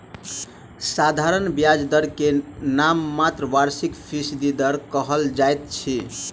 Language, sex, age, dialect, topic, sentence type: Maithili, male, 18-24, Southern/Standard, banking, statement